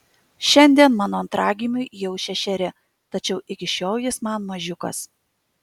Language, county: Lithuanian, Kaunas